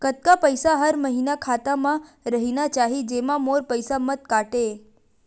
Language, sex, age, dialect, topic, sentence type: Chhattisgarhi, female, 18-24, Western/Budati/Khatahi, banking, question